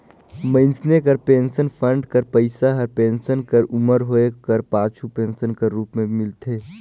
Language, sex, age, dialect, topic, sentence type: Chhattisgarhi, male, 18-24, Northern/Bhandar, banking, statement